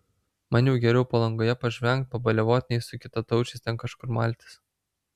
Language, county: Lithuanian, Vilnius